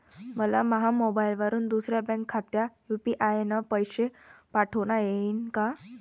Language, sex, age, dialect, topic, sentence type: Marathi, female, 18-24, Varhadi, banking, question